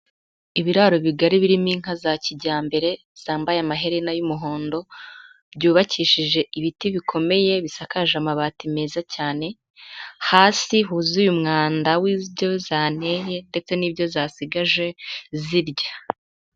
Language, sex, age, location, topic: Kinyarwanda, female, 18-24, Huye, agriculture